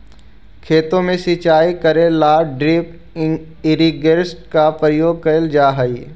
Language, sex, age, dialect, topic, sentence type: Magahi, male, 41-45, Central/Standard, agriculture, statement